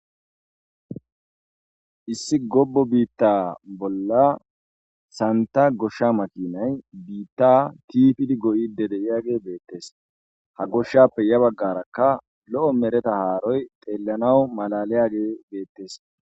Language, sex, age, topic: Gamo, male, 18-24, agriculture